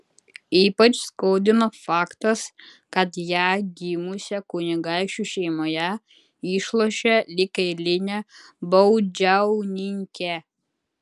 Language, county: Lithuanian, Utena